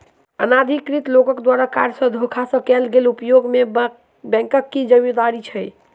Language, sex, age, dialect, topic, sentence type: Maithili, male, 18-24, Southern/Standard, banking, question